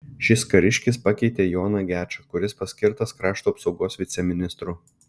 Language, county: Lithuanian, Šiauliai